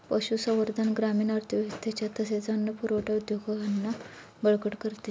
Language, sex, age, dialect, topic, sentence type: Marathi, female, 31-35, Standard Marathi, agriculture, statement